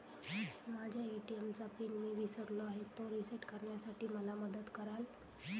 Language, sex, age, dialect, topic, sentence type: Marathi, female, 25-30, Northern Konkan, banking, question